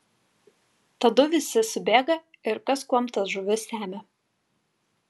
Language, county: Lithuanian, Kaunas